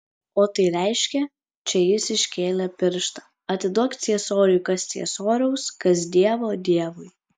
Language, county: Lithuanian, Kaunas